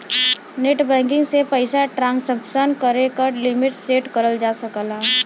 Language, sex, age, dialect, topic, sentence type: Bhojpuri, male, 18-24, Western, banking, statement